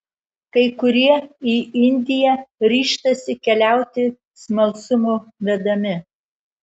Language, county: Lithuanian, Marijampolė